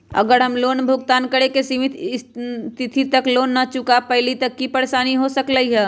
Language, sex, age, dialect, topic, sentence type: Magahi, female, 31-35, Western, banking, question